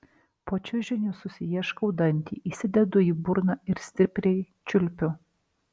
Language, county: Lithuanian, Alytus